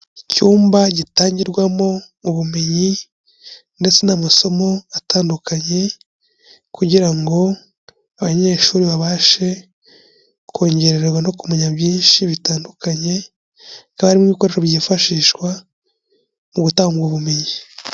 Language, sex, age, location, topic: Kinyarwanda, male, 25-35, Kigali, education